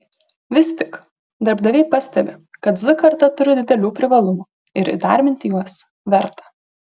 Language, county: Lithuanian, Klaipėda